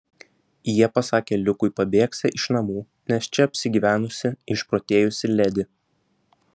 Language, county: Lithuanian, Vilnius